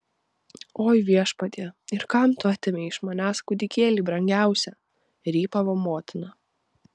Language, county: Lithuanian, Vilnius